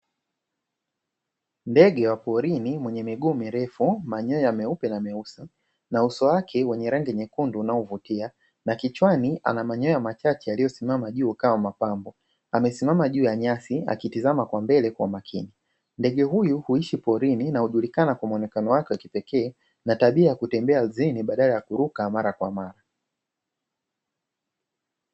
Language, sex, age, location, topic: Swahili, male, 18-24, Dar es Salaam, agriculture